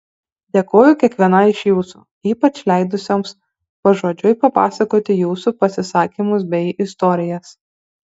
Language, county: Lithuanian, Kaunas